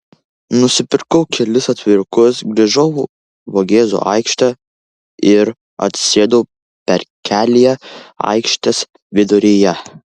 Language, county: Lithuanian, Kaunas